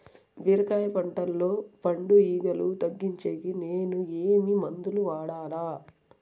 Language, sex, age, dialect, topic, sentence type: Telugu, female, 31-35, Southern, agriculture, question